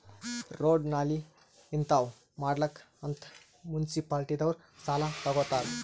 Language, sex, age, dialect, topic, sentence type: Kannada, male, 18-24, Northeastern, banking, statement